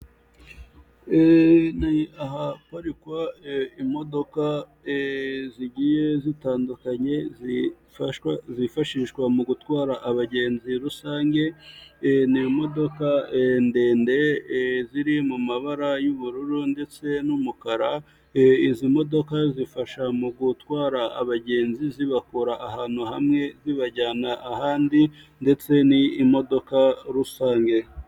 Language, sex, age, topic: Kinyarwanda, male, 18-24, government